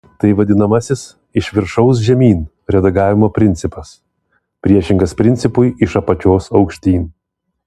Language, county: Lithuanian, Vilnius